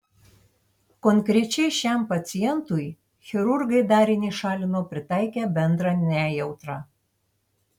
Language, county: Lithuanian, Tauragė